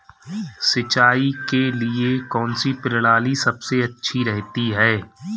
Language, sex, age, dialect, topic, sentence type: Hindi, male, 36-40, Marwari Dhudhari, agriculture, question